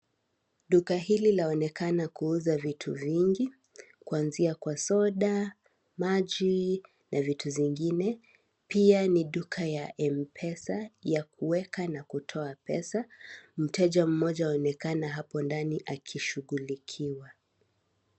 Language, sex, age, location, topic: Swahili, female, 18-24, Kisii, finance